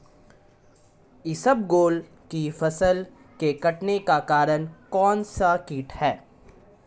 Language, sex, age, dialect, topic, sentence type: Hindi, male, 18-24, Marwari Dhudhari, agriculture, question